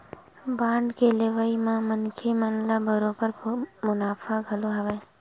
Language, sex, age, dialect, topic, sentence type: Chhattisgarhi, female, 51-55, Western/Budati/Khatahi, banking, statement